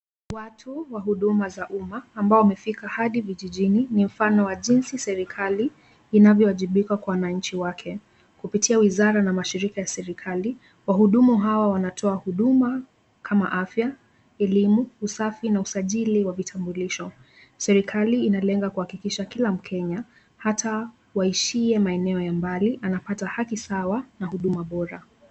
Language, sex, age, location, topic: Swahili, female, 18-24, Kisumu, government